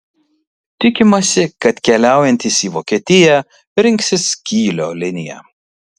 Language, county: Lithuanian, Kaunas